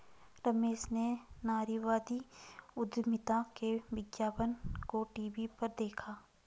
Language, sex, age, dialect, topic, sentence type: Hindi, female, 18-24, Garhwali, banking, statement